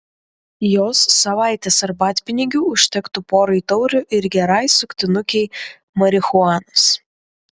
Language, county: Lithuanian, Vilnius